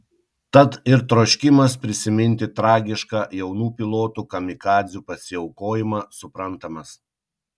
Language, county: Lithuanian, Kaunas